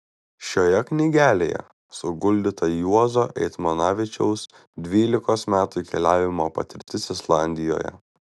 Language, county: Lithuanian, Vilnius